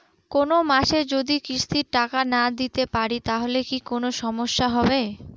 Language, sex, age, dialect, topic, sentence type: Bengali, female, 18-24, Northern/Varendri, banking, question